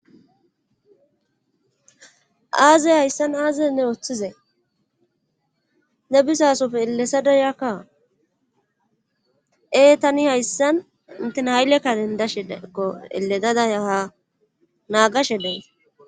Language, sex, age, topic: Gamo, female, 36-49, government